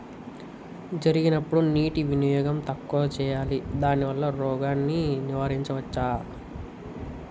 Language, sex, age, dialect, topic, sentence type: Telugu, male, 18-24, Telangana, agriculture, question